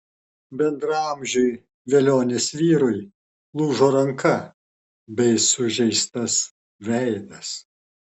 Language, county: Lithuanian, Alytus